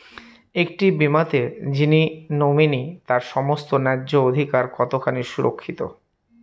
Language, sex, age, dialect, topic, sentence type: Bengali, male, 41-45, Northern/Varendri, banking, question